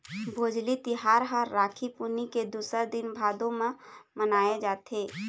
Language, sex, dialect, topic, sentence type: Chhattisgarhi, female, Eastern, agriculture, statement